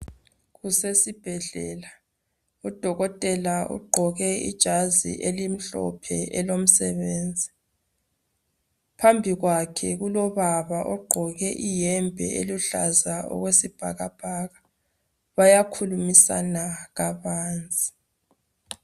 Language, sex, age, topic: North Ndebele, female, 25-35, health